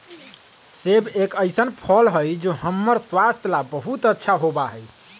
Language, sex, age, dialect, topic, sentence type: Magahi, male, 31-35, Western, agriculture, statement